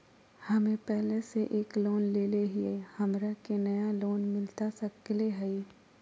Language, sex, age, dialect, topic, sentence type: Magahi, female, 18-24, Southern, banking, question